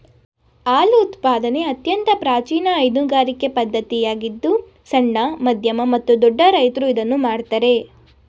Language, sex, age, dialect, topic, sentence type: Kannada, female, 18-24, Mysore Kannada, agriculture, statement